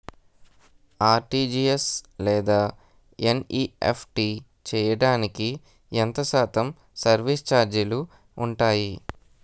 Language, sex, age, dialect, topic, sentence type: Telugu, male, 18-24, Utterandhra, banking, question